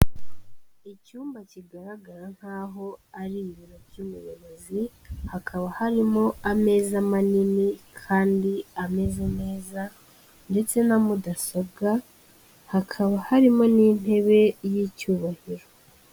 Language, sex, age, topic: Kinyarwanda, female, 18-24, finance